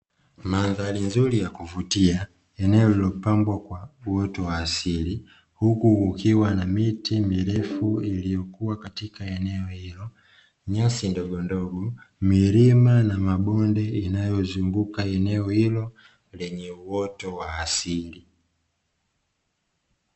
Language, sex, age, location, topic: Swahili, male, 25-35, Dar es Salaam, agriculture